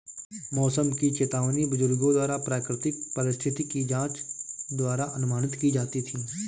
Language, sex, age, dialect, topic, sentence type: Hindi, male, 25-30, Awadhi Bundeli, agriculture, statement